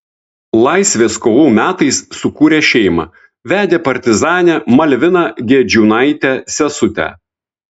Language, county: Lithuanian, Vilnius